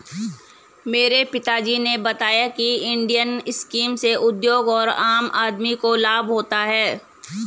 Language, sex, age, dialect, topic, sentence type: Hindi, female, 31-35, Garhwali, banking, statement